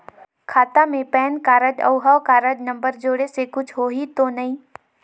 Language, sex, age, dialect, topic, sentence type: Chhattisgarhi, female, 18-24, Northern/Bhandar, banking, question